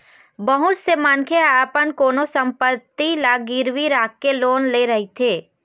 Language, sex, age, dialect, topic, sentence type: Chhattisgarhi, female, 18-24, Eastern, banking, statement